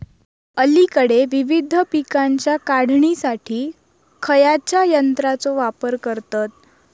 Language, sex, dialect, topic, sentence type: Marathi, female, Southern Konkan, agriculture, question